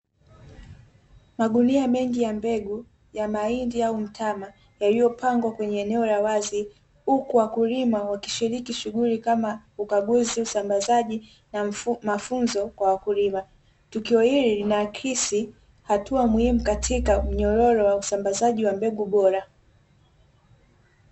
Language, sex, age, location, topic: Swahili, female, 18-24, Dar es Salaam, agriculture